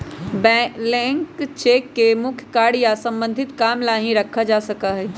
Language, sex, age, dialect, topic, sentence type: Magahi, female, 25-30, Western, banking, statement